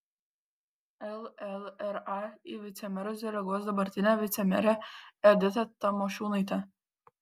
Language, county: Lithuanian, Kaunas